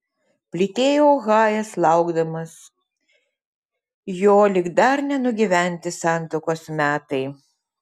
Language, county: Lithuanian, Šiauliai